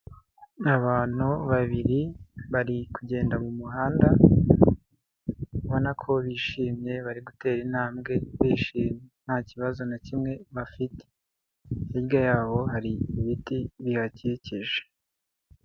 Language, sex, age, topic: Kinyarwanda, male, 25-35, health